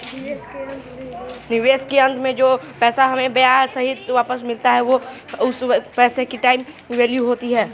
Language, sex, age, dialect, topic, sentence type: Hindi, male, 36-40, Kanauji Braj Bhasha, banking, statement